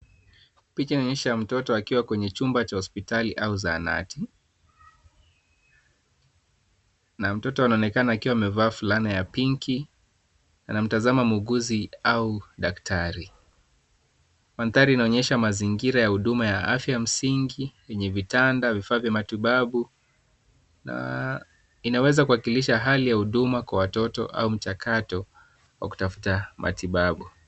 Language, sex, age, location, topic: Swahili, male, 25-35, Kisumu, health